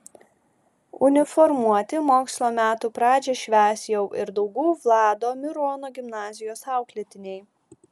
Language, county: Lithuanian, Šiauliai